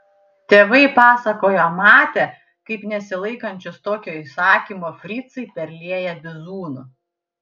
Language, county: Lithuanian, Panevėžys